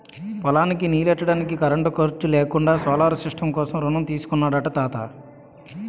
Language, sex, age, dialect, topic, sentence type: Telugu, male, 31-35, Utterandhra, agriculture, statement